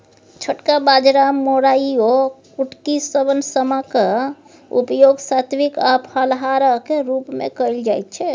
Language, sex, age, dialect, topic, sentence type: Maithili, female, 36-40, Bajjika, agriculture, statement